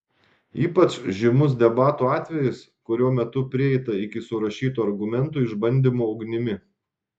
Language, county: Lithuanian, Šiauliai